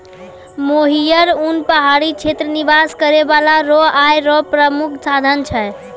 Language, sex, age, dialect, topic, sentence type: Maithili, female, 18-24, Angika, agriculture, statement